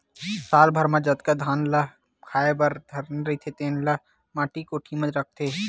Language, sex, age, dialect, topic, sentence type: Chhattisgarhi, male, 60-100, Western/Budati/Khatahi, agriculture, statement